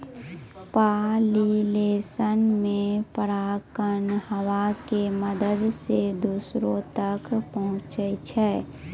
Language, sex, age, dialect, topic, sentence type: Maithili, female, 18-24, Angika, agriculture, statement